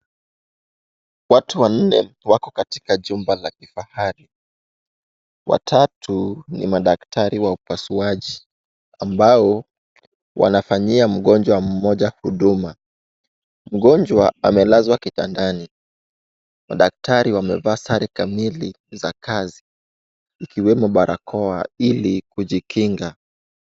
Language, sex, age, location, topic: Swahili, male, 18-24, Wajir, health